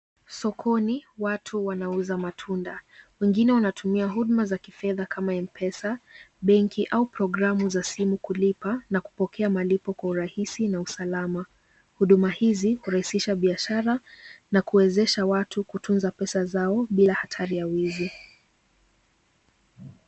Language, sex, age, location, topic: Swahili, female, 18-24, Kisumu, finance